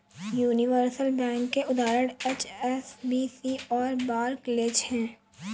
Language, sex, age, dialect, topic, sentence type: Hindi, female, 18-24, Awadhi Bundeli, banking, statement